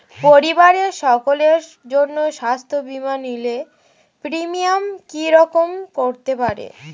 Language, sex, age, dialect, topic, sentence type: Bengali, female, 18-24, Standard Colloquial, banking, question